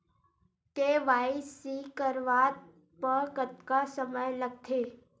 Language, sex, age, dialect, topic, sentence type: Chhattisgarhi, female, 18-24, Western/Budati/Khatahi, banking, question